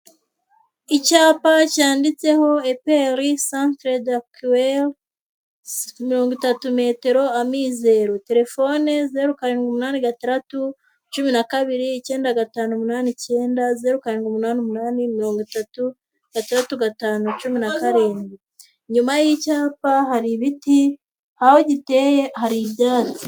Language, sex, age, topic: Kinyarwanda, female, 18-24, government